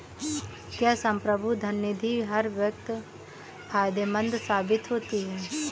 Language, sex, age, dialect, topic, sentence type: Hindi, female, 18-24, Awadhi Bundeli, banking, statement